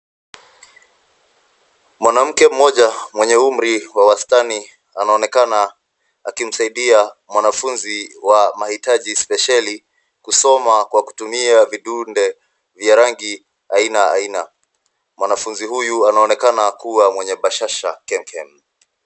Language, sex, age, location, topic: Swahili, male, 25-35, Nairobi, education